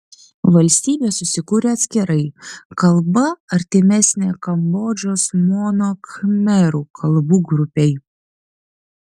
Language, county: Lithuanian, Vilnius